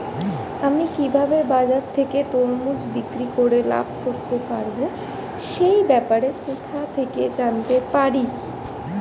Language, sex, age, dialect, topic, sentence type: Bengali, female, 25-30, Standard Colloquial, agriculture, question